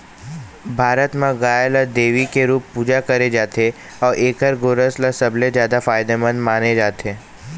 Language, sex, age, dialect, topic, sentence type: Chhattisgarhi, male, 46-50, Eastern, agriculture, statement